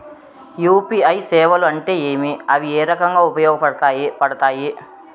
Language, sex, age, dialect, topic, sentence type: Telugu, female, 36-40, Southern, banking, question